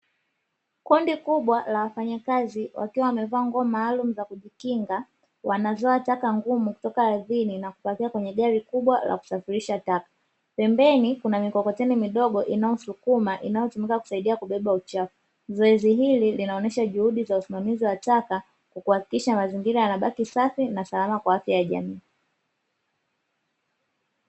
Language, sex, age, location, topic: Swahili, female, 25-35, Dar es Salaam, government